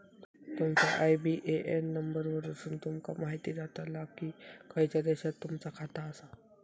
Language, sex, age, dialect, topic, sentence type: Marathi, male, 18-24, Southern Konkan, banking, statement